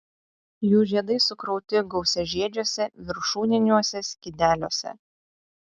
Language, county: Lithuanian, Utena